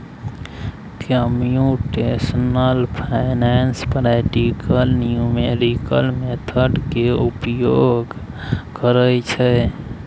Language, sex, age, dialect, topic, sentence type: Maithili, male, 18-24, Bajjika, banking, statement